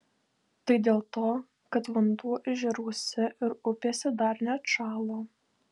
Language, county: Lithuanian, Alytus